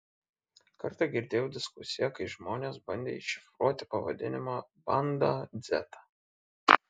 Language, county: Lithuanian, Šiauliai